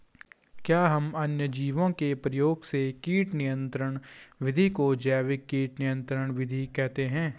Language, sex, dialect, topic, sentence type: Hindi, male, Garhwali, agriculture, statement